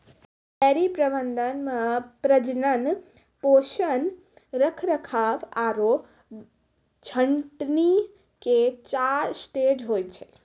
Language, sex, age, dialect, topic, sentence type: Maithili, female, 18-24, Angika, agriculture, statement